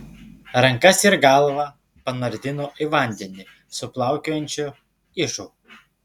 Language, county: Lithuanian, Šiauliai